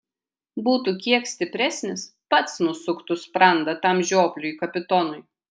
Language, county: Lithuanian, Kaunas